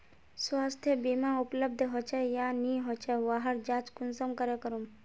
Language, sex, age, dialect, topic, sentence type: Magahi, male, 18-24, Northeastern/Surjapuri, banking, question